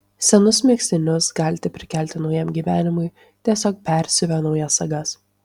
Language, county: Lithuanian, Tauragė